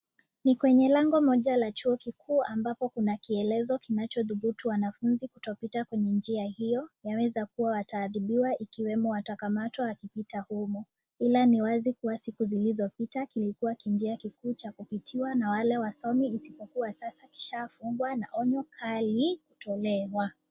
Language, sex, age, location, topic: Swahili, female, 18-24, Nakuru, education